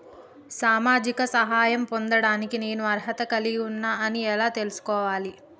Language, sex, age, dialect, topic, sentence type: Telugu, female, 18-24, Telangana, banking, question